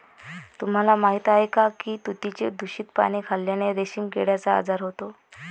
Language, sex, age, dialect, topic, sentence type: Marathi, female, 25-30, Varhadi, agriculture, statement